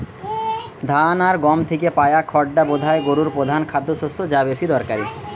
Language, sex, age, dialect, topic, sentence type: Bengali, male, 25-30, Western, agriculture, statement